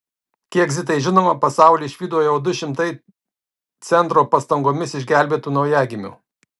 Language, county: Lithuanian, Kaunas